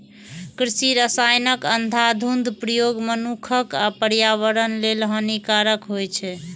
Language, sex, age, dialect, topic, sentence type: Maithili, female, 36-40, Eastern / Thethi, agriculture, statement